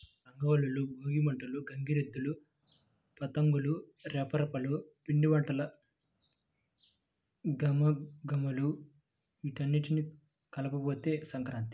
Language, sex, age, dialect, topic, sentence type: Telugu, female, 25-30, Central/Coastal, agriculture, statement